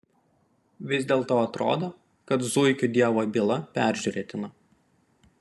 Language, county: Lithuanian, Panevėžys